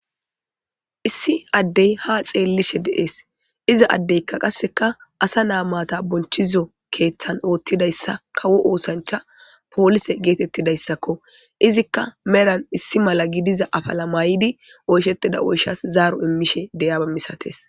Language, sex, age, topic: Gamo, male, 25-35, government